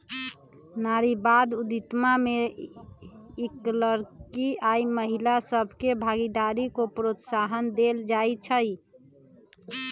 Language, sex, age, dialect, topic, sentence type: Magahi, female, 31-35, Western, banking, statement